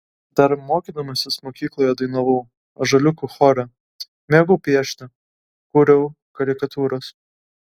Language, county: Lithuanian, Kaunas